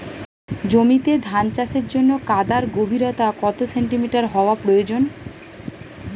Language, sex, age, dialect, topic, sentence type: Bengali, female, 36-40, Standard Colloquial, agriculture, question